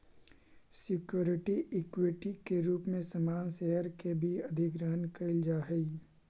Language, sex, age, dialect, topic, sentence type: Magahi, male, 18-24, Central/Standard, banking, statement